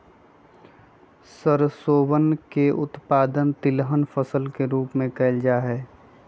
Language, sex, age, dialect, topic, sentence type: Magahi, male, 25-30, Western, agriculture, statement